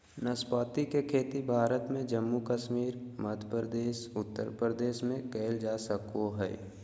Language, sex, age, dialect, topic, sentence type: Magahi, male, 25-30, Southern, agriculture, statement